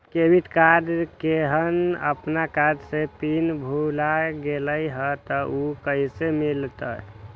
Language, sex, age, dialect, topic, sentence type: Magahi, male, 18-24, Western, banking, question